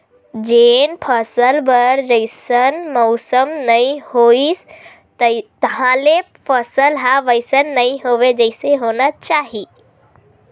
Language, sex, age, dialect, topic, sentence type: Chhattisgarhi, female, 25-30, Western/Budati/Khatahi, agriculture, statement